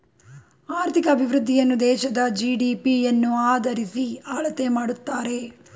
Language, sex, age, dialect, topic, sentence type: Kannada, female, 36-40, Mysore Kannada, banking, statement